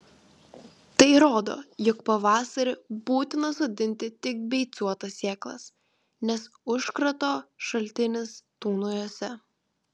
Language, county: Lithuanian, Vilnius